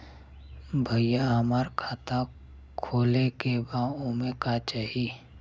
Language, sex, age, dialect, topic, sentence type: Bhojpuri, male, 31-35, Western, banking, question